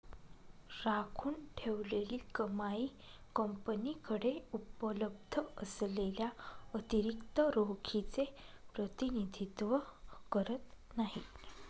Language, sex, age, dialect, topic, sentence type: Marathi, female, 25-30, Northern Konkan, banking, statement